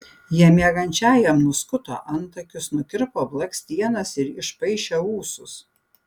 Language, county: Lithuanian, Panevėžys